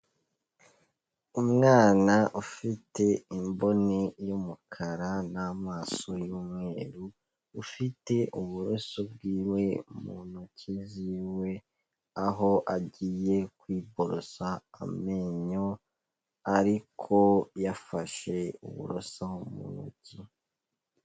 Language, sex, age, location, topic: Kinyarwanda, male, 18-24, Kigali, health